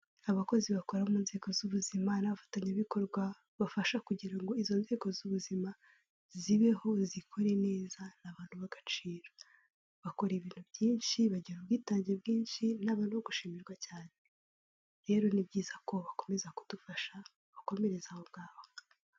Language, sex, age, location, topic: Kinyarwanda, female, 18-24, Kigali, health